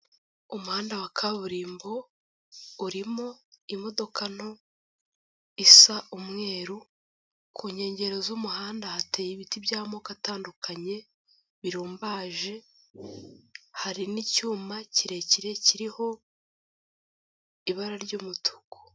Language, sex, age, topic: Kinyarwanda, female, 18-24, government